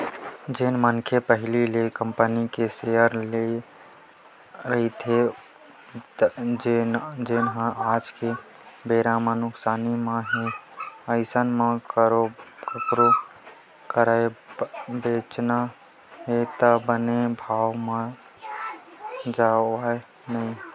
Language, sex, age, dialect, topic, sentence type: Chhattisgarhi, male, 18-24, Western/Budati/Khatahi, banking, statement